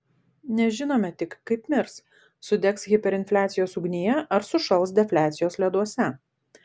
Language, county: Lithuanian, Vilnius